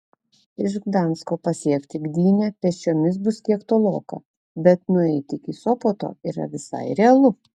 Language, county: Lithuanian, Telšiai